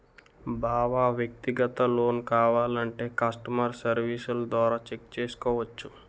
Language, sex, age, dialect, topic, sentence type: Telugu, male, 18-24, Utterandhra, banking, statement